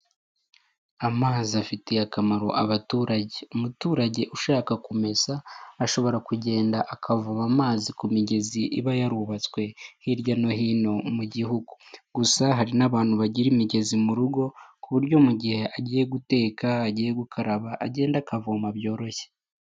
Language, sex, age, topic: Kinyarwanda, male, 18-24, health